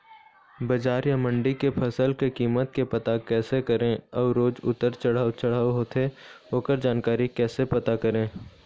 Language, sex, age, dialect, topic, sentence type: Chhattisgarhi, male, 18-24, Eastern, agriculture, question